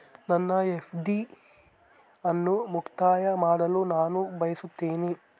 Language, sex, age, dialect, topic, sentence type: Kannada, male, 18-24, Central, banking, statement